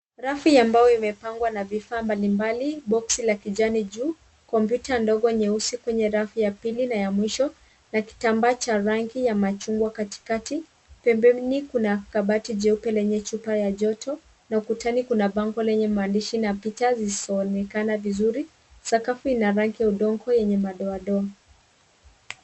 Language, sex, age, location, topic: Swahili, female, 18-24, Kisumu, education